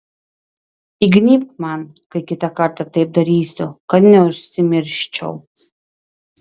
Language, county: Lithuanian, Klaipėda